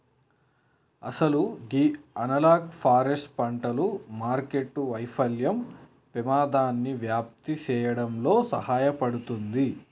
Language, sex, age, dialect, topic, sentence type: Telugu, male, 25-30, Telangana, agriculture, statement